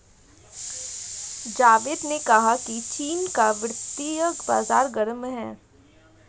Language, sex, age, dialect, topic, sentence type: Hindi, female, 25-30, Hindustani Malvi Khadi Boli, banking, statement